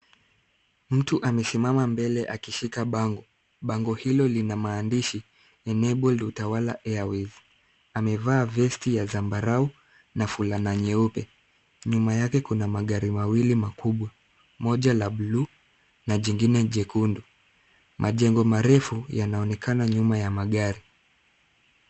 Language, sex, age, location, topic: Swahili, male, 50+, Nairobi, government